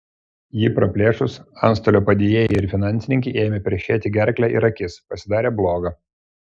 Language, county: Lithuanian, Klaipėda